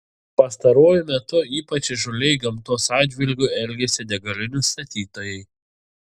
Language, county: Lithuanian, Telšiai